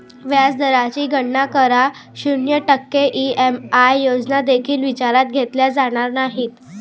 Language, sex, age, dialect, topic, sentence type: Marathi, female, 25-30, Varhadi, banking, statement